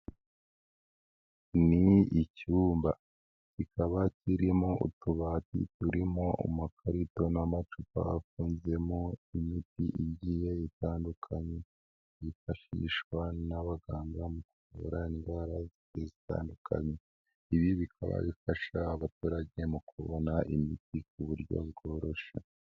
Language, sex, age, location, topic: Kinyarwanda, male, 18-24, Nyagatare, health